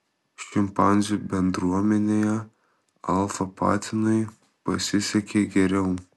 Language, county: Lithuanian, Kaunas